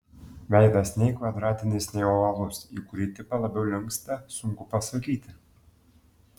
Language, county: Lithuanian, Klaipėda